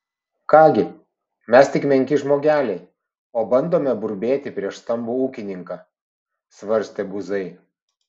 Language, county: Lithuanian, Vilnius